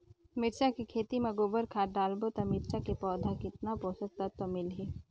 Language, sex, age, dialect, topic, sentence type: Chhattisgarhi, female, 56-60, Northern/Bhandar, agriculture, question